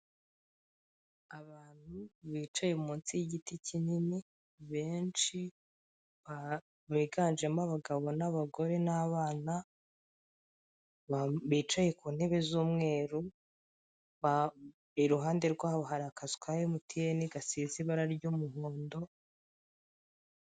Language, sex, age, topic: Kinyarwanda, female, 25-35, government